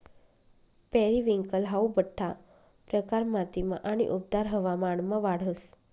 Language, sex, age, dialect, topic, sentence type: Marathi, female, 25-30, Northern Konkan, agriculture, statement